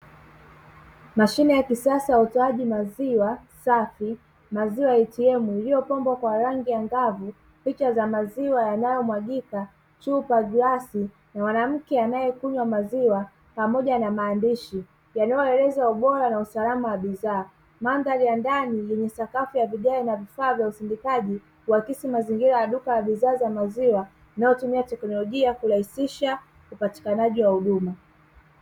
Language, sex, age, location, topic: Swahili, male, 18-24, Dar es Salaam, finance